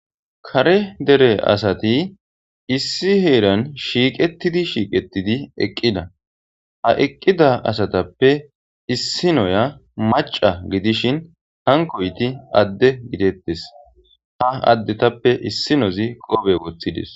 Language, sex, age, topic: Gamo, male, 18-24, government